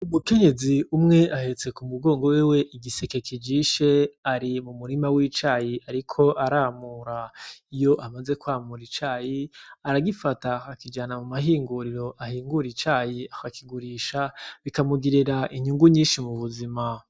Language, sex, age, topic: Rundi, male, 25-35, agriculture